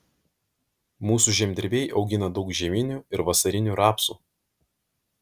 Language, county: Lithuanian, Vilnius